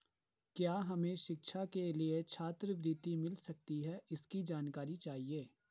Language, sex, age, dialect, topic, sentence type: Hindi, male, 51-55, Garhwali, banking, question